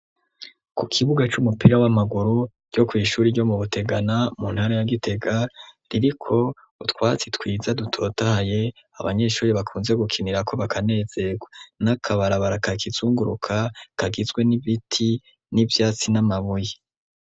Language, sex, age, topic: Rundi, male, 25-35, education